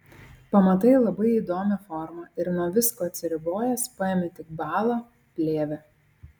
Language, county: Lithuanian, Klaipėda